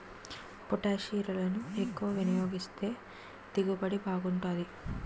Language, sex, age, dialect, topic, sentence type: Telugu, female, 46-50, Utterandhra, agriculture, statement